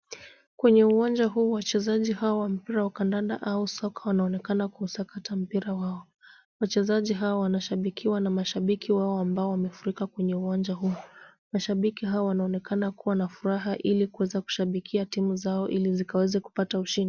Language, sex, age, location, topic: Swahili, female, 25-35, Kisumu, government